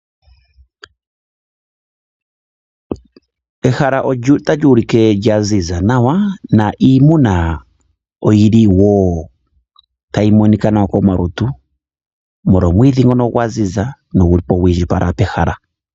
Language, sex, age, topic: Oshiwambo, male, 25-35, agriculture